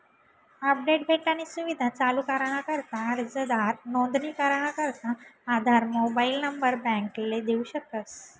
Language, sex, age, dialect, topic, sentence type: Marathi, female, 18-24, Northern Konkan, banking, statement